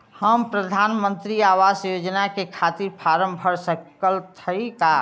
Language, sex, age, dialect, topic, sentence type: Bhojpuri, female, 60-100, Western, banking, question